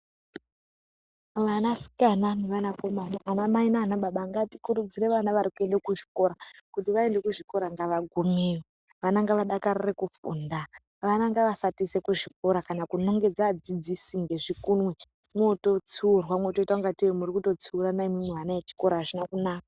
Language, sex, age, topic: Ndau, female, 36-49, education